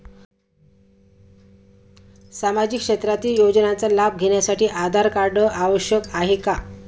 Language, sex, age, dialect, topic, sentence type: Marathi, female, 56-60, Standard Marathi, banking, question